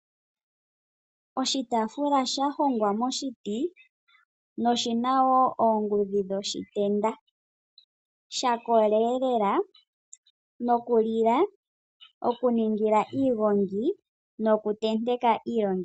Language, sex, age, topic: Oshiwambo, female, 25-35, finance